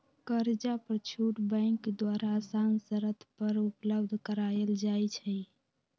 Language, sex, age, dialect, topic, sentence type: Magahi, female, 18-24, Western, banking, statement